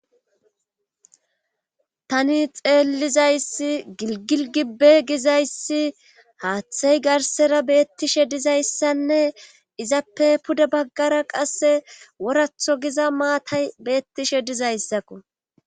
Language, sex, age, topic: Gamo, female, 25-35, government